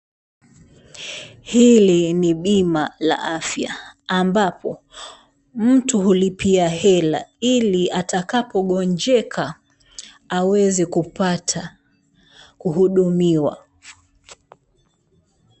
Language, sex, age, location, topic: Swahili, female, 36-49, Mombasa, finance